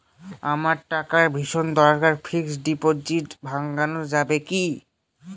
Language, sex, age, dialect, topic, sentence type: Bengali, male, <18, Northern/Varendri, banking, question